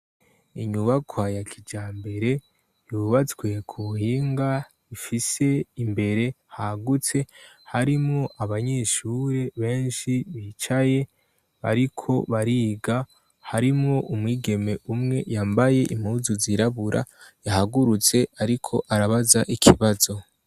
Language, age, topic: Rundi, 18-24, education